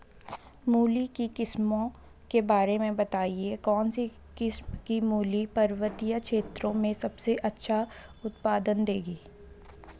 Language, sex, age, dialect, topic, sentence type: Hindi, female, 18-24, Garhwali, agriculture, question